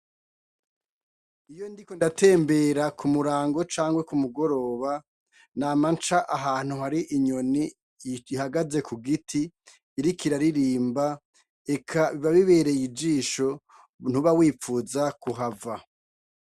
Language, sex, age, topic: Rundi, male, 25-35, agriculture